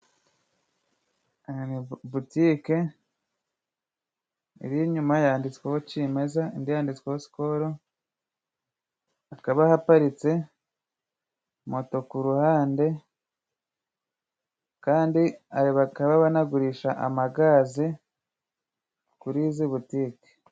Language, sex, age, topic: Kinyarwanda, male, 25-35, finance